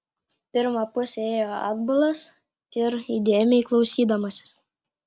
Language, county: Lithuanian, Klaipėda